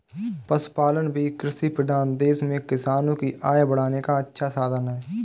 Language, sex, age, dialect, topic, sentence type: Hindi, male, 18-24, Awadhi Bundeli, agriculture, statement